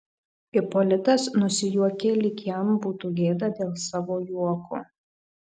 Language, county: Lithuanian, Marijampolė